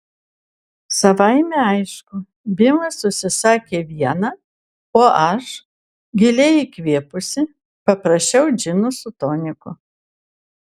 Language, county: Lithuanian, Kaunas